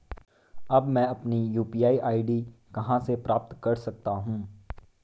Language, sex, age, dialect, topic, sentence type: Hindi, male, 18-24, Marwari Dhudhari, banking, question